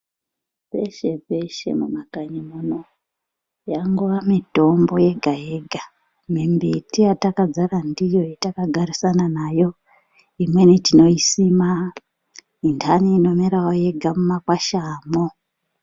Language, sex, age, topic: Ndau, female, 36-49, health